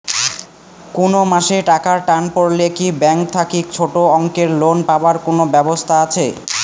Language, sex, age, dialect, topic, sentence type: Bengali, male, 18-24, Rajbangshi, banking, question